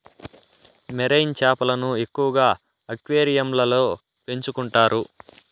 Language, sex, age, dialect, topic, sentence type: Telugu, male, 18-24, Southern, agriculture, statement